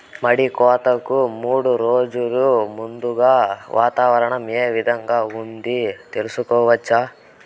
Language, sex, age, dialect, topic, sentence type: Telugu, male, 18-24, Southern, agriculture, question